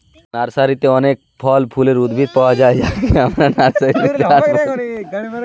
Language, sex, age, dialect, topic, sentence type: Bengali, male, 18-24, Western, agriculture, statement